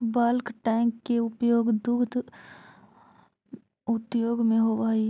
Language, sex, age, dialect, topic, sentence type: Magahi, female, 18-24, Central/Standard, banking, statement